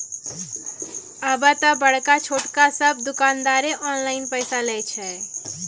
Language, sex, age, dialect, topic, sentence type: Maithili, female, 46-50, Angika, banking, statement